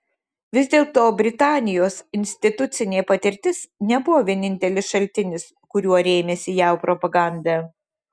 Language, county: Lithuanian, Šiauliai